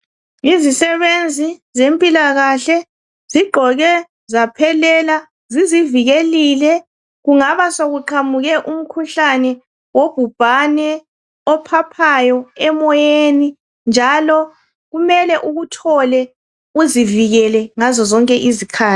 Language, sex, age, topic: North Ndebele, female, 36-49, health